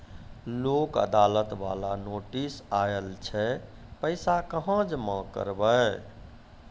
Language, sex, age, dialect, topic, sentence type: Maithili, male, 51-55, Angika, banking, question